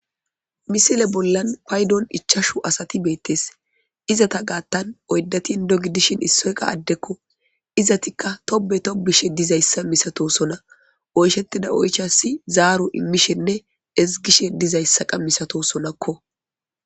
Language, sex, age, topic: Gamo, male, 25-35, government